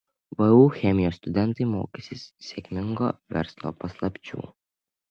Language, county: Lithuanian, Panevėžys